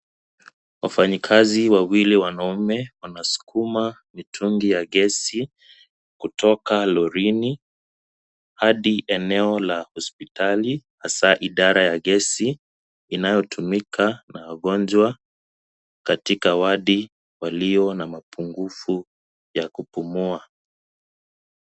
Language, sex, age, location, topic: Swahili, male, 18-24, Kisii, health